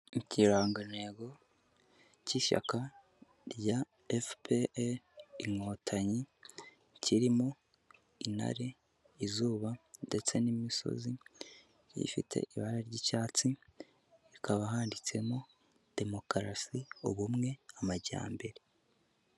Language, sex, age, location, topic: Kinyarwanda, male, 18-24, Kigali, government